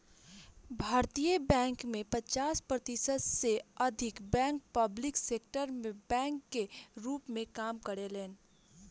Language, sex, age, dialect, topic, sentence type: Bhojpuri, female, 18-24, Southern / Standard, banking, statement